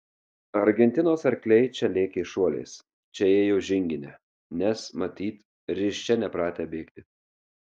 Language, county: Lithuanian, Marijampolė